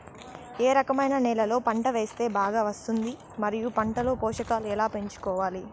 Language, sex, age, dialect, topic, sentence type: Telugu, female, 18-24, Southern, agriculture, question